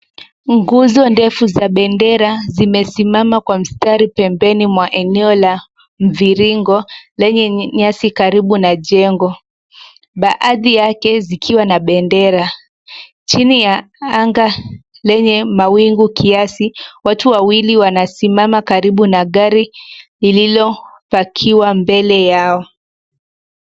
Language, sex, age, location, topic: Swahili, female, 18-24, Nairobi, government